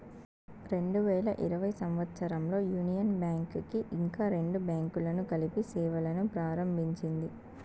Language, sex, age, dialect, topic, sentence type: Telugu, female, 18-24, Southern, banking, statement